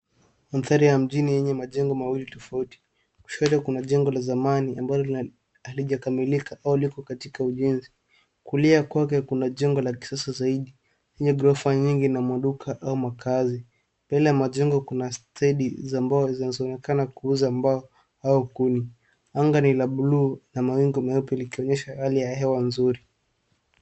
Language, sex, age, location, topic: Swahili, male, 18-24, Nairobi, finance